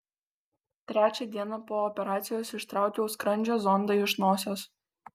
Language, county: Lithuanian, Kaunas